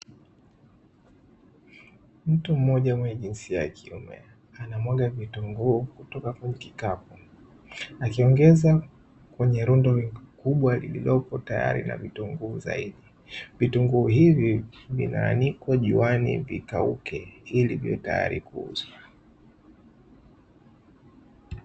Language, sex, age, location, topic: Swahili, male, 18-24, Dar es Salaam, agriculture